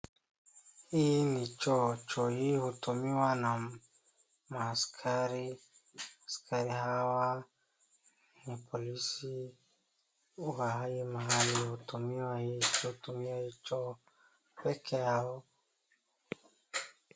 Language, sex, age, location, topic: Swahili, male, 18-24, Wajir, health